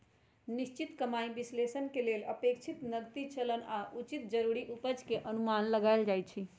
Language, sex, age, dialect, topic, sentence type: Magahi, female, 56-60, Western, banking, statement